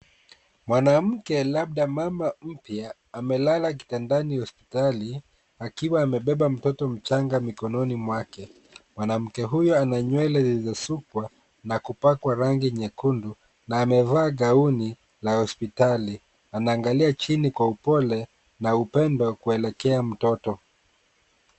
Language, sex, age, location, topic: Swahili, male, 36-49, Kisumu, health